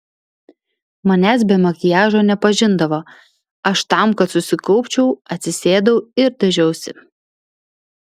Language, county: Lithuanian, Vilnius